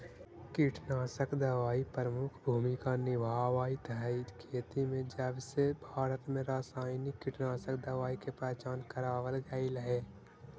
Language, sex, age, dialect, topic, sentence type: Magahi, male, 56-60, Central/Standard, agriculture, statement